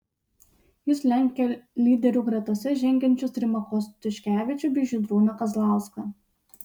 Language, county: Lithuanian, Utena